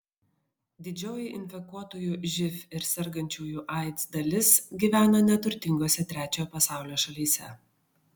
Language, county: Lithuanian, Vilnius